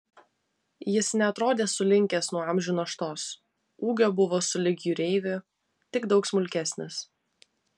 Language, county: Lithuanian, Vilnius